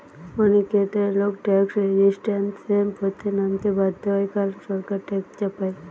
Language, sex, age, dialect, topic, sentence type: Bengali, female, 18-24, Western, banking, statement